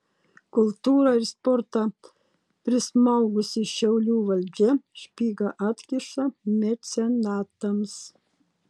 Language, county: Lithuanian, Utena